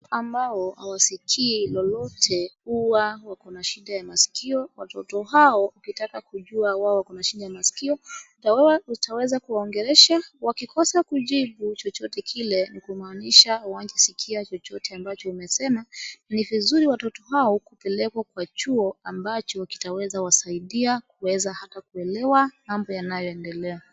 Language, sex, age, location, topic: Swahili, female, 25-35, Wajir, education